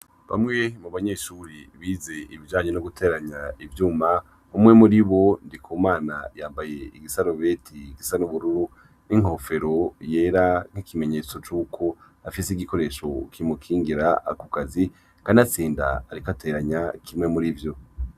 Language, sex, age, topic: Rundi, male, 25-35, education